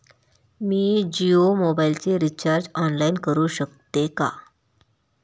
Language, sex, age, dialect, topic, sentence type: Marathi, female, 31-35, Standard Marathi, banking, question